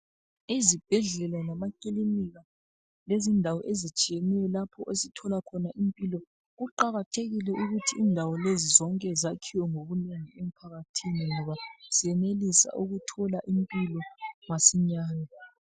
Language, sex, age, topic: North Ndebele, male, 36-49, health